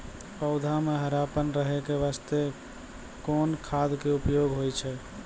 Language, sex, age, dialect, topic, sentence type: Maithili, male, 18-24, Angika, agriculture, question